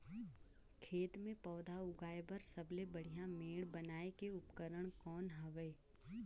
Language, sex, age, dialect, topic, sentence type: Chhattisgarhi, female, 31-35, Northern/Bhandar, agriculture, question